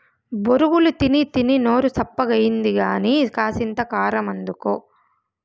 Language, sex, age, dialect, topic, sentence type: Telugu, female, 25-30, Southern, agriculture, statement